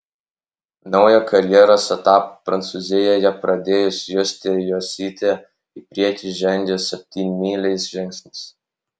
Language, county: Lithuanian, Alytus